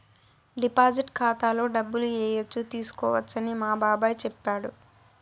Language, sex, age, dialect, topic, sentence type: Telugu, female, 25-30, Southern, banking, statement